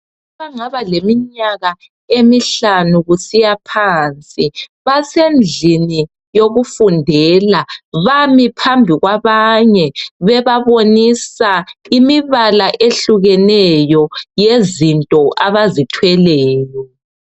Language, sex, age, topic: North Ndebele, male, 36-49, education